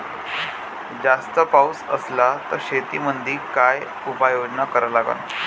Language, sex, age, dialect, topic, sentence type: Marathi, male, 25-30, Varhadi, agriculture, question